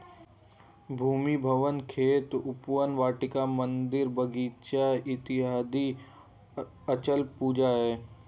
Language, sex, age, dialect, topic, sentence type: Hindi, male, 18-24, Hindustani Malvi Khadi Boli, banking, statement